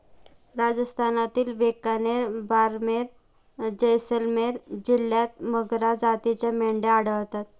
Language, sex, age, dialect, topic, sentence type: Marathi, female, 25-30, Standard Marathi, agriculture, statement